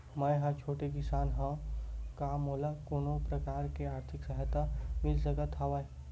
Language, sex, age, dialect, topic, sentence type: Chhattisgarhi, male, 18-24, Western/Budati/Khatahi, agriculture, question